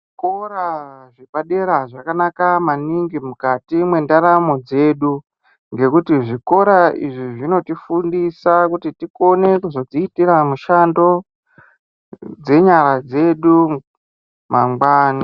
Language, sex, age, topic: Ndau, male, 50+, education